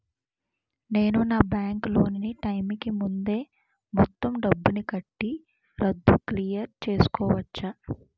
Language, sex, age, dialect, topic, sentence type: Telugu, female, 18-24, Utterandhra, banking, question